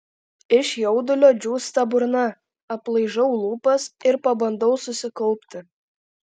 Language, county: Lithuanian, Alytus